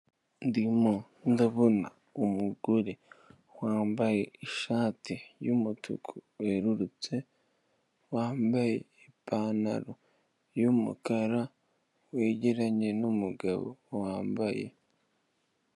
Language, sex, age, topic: Kinyarwanda, male, 18-24, government